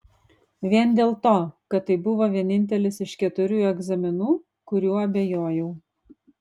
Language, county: Lithuanian, Vilnius